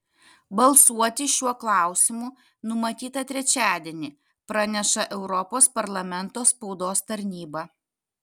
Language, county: Lithuanian, Kaunas